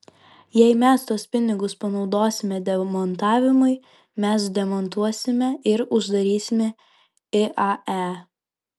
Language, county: Lithuanian, Vilnius